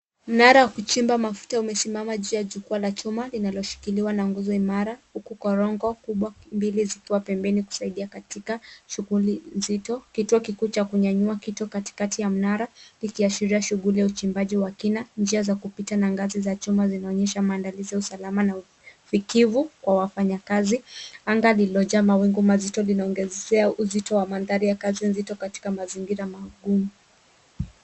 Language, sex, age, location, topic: Swahili, female, 18-24, Nairobi, government